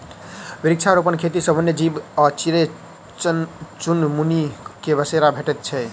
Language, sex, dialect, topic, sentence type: Maithili, male, Southern/Standard, agriculture, statement